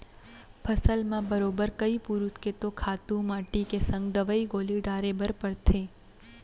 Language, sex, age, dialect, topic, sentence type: Chhattisgarhi, female, 18-24, Central, agriculture, statement